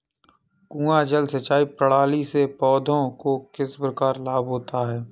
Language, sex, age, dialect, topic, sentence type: Hindi, male, 51-55, Kanauji Braj Bhasha, agriculture, question